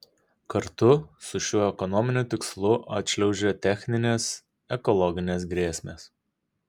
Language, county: Lithuanian, Kaunas